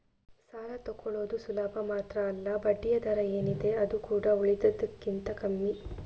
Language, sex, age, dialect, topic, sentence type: Kannada, female, 25-30, Coastal/Dakshin, banking, statement